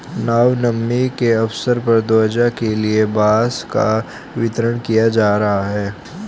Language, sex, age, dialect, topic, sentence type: Hindi, male, 18-24, Hindustani Malvi Khadi Boli, agriculture, statement